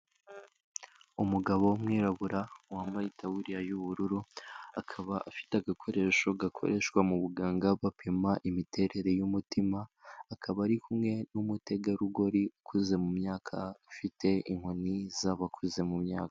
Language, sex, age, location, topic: Kinyarwanda, male, 18-24, Kigali, health